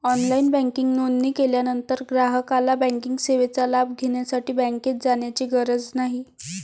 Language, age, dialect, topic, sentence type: Marathi, 25-30, Varhadi, banking, statement